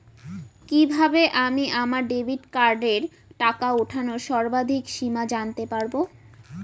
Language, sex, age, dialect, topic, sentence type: Bengali, female, 18-24, Rajbangshi, banking, question